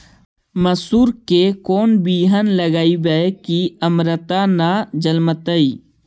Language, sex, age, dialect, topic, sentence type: Magahi, male, 18-24, Central/Standard, agriculture, question